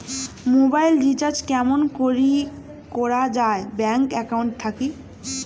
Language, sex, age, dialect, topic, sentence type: Bengali, female, 18-24, Rajbangshi, banking, question